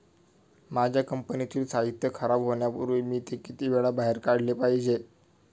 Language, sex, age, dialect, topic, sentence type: Marathi, male, 18-24, Standard Marathi, agriculture, question